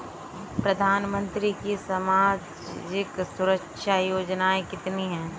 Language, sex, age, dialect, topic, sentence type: Hindi, female, 18-24, Kanauji Braj Bhasha, banking, question